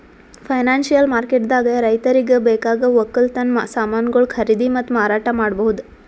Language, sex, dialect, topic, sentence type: Kannada, female, Northeastern, banking, statement